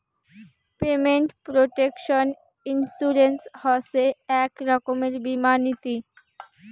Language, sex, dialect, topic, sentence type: Bengali, female, Rajbangshi, banking, statement